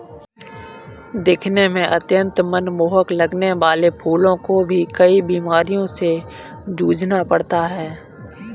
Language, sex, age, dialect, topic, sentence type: Hindi, male, 18-24, Kanauji Braj Bhasha, agriculture, statement